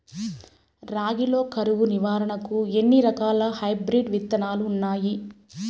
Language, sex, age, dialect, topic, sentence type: Telugu, female, 36-40, Southern, agriculture, question